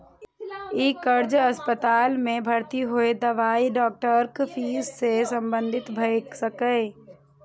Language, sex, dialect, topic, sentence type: Maithili, female, Eastern / Thethi, banking, statement